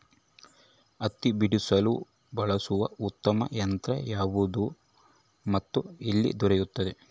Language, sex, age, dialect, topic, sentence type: Kannada, male, 25-30, Central, agriculture, question